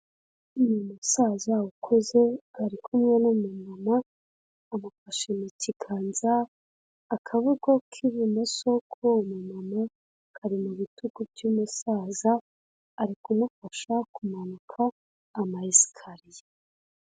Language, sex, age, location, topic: Kinyarwanda, female, 25-35, Kigali, health